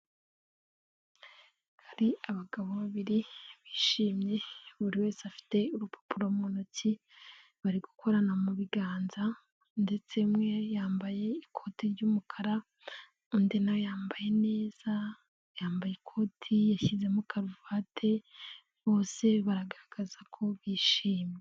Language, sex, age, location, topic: Kinyarwanda, female, 18-24, Nyagatare, finance